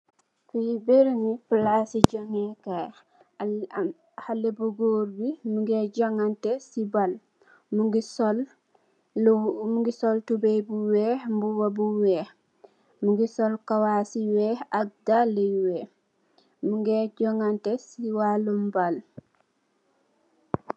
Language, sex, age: Wolof, female, 18-24